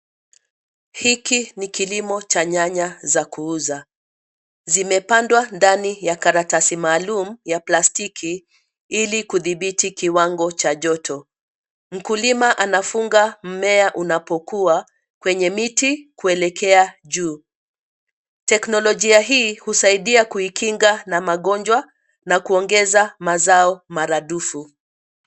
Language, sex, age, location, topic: Swahili, female, 50+, Nairobi, agriculture